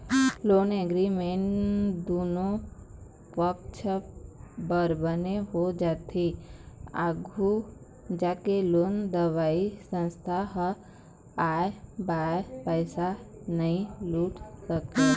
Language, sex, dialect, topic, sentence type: Chhattisgarhi, female, Eastern, banking, statement